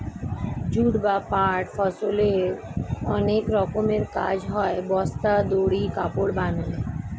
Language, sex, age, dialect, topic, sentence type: Bengali, female, 36-40, Standard Colloquial, agriculture, statement